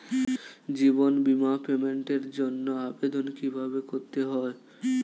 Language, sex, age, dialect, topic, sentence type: Bengali, male, 18-24, Standard Colloquial, banking, question